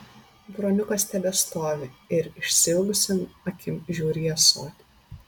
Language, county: Lithuanian, Panevėžys